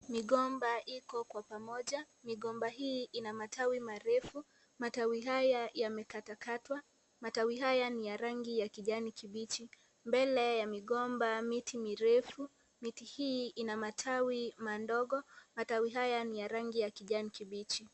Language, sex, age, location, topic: Swahili, female, 18-24, Kisii, agriculture